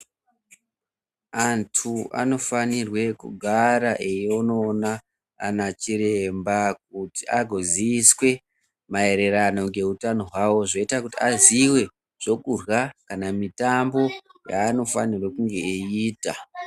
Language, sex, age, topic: Ndau, female, 25-35, health